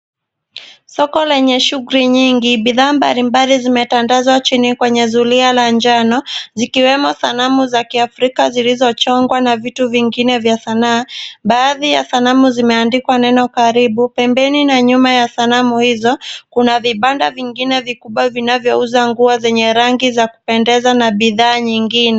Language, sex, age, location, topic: Swahili, female, 18-24, Nairobi, finance